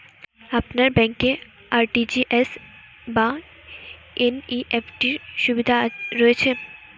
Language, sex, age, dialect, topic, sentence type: Bengali, female, 18-24, Northern/Varendri, banking, question